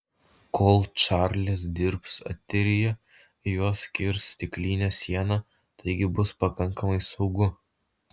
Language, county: Lithuanian, Utena